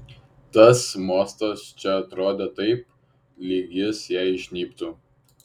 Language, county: Lithuanian, Šiauliai